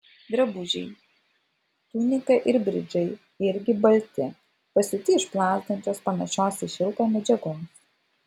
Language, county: Lithuanian, Vilnius